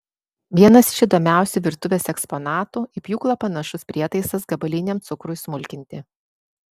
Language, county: Lithuanian, Vilnius